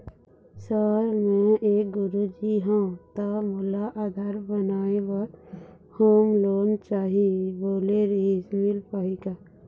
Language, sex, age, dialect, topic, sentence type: Chhattisgarhi, female, 51-55, Eastern, banking, question